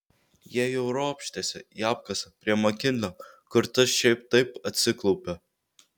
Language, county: Lithuanian, Vilnius